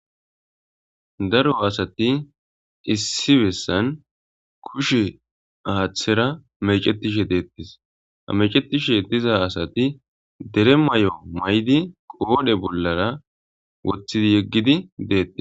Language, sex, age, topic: Gamo, male, 18-24, government